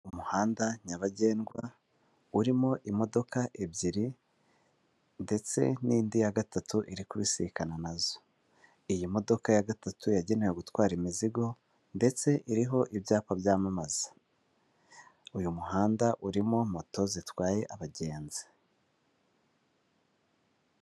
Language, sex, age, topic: Kinyarwanda, male, 18-24, government